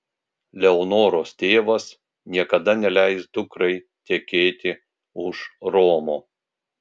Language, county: Lithuanian, Vilnius